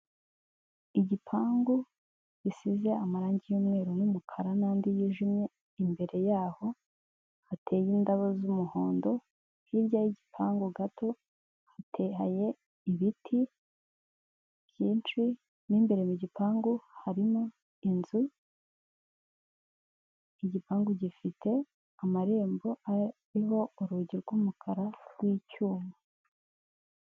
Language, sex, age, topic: Kinyarwanda, female, 18-24, government